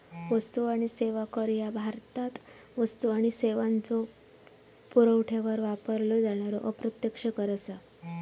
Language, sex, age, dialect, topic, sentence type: Marathi, female, 18-24, Southern Konkan, banking, statement